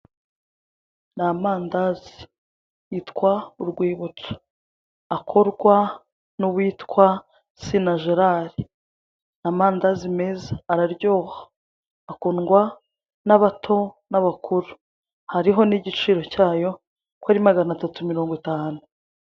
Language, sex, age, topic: Kinyarwanda, female, 25-35, finance